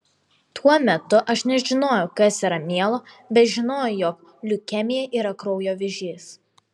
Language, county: Lithuanian, Vilnius